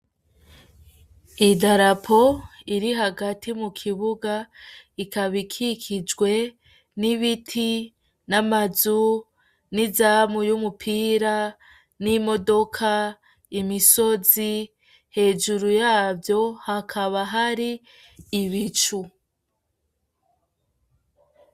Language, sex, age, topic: Rundi, female, 25-35, education